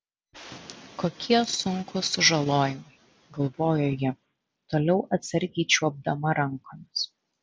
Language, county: Lithuanian, Vilnius